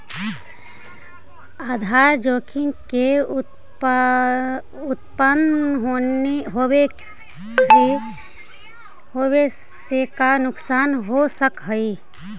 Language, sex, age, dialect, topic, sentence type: Magahi, female, 51-55, Central/Standard, agriculture, statement